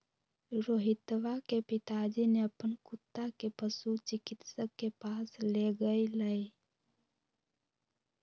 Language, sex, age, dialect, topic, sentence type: Magahi, female, 18-24, Western, agriculture, statement